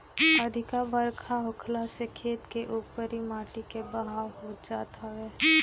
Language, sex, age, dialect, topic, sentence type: Bhojpuri, female, 18-24, Northern, agriculture, statement